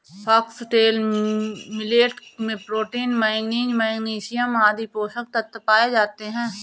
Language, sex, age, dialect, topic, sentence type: Hindi, female, 31-35, Awadhi Bundeli, agriculture, statement